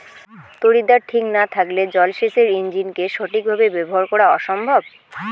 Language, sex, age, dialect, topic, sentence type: Bengali, female, 18-24, Rajbangshi, agriculture, question